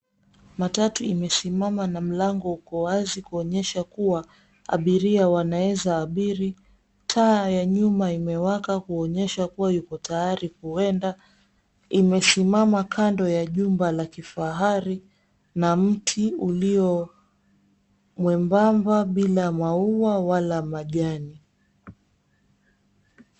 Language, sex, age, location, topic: Swahili, female, 25-35, Mombasa, finance